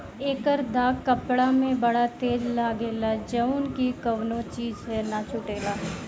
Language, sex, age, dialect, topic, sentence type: Bhojpuri, female, 18-24, Northern, agriculture, statement